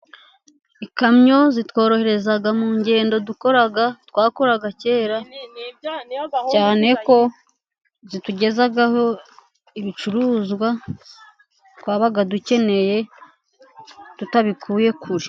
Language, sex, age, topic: Kinyarwanda, female, 25-35, finance